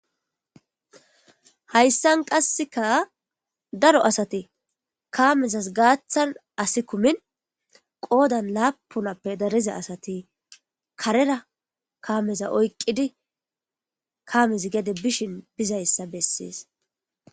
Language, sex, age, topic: Gamo, female, 18-24, government